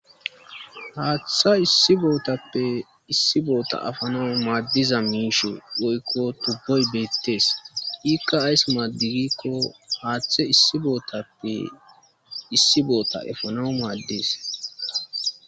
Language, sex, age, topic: Gamo, male, 18-24, government